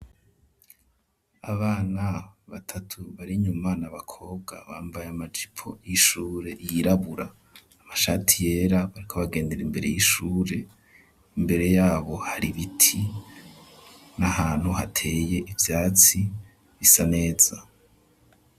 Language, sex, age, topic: Rundi, male, 25-35, education